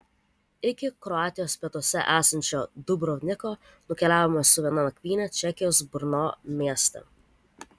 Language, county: Lithuanian, Vilnius